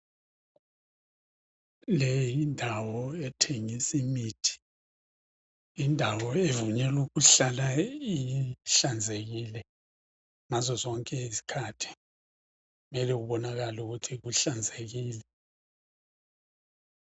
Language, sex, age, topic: North Ndebele, male, 50+, health